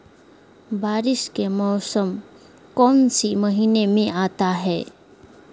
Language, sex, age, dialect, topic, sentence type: Magahi, female, 51-55, Southern, agriculture, question